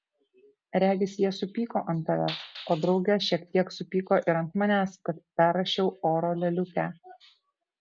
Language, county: Lithuanian, Vilnius